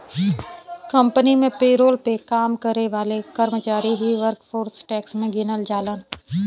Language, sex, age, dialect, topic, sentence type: Bhojpuri, female, 25-30, Western, banking, statement